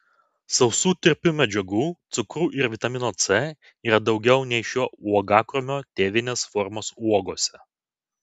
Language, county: Lithuanian, Vilnius